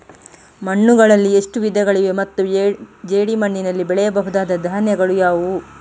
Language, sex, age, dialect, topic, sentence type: Kannada, female, 18-24, Coastal/Dakshin, agriculture, question